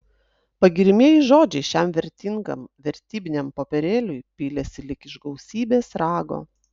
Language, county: Lithuanian, Utena